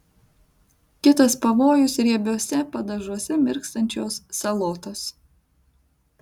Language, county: Lithuanian, Tauragė